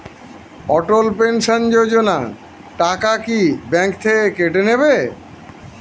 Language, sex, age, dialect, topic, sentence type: Bengali, male, 51-55, Standard Colloquial, banking, question